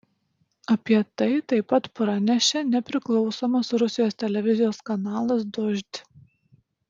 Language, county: Lithuanian, Utena